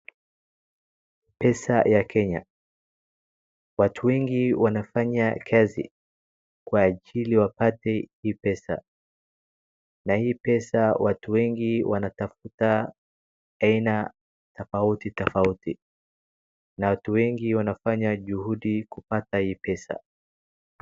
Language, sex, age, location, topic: Swahili, male, 36-49, Wajir, finance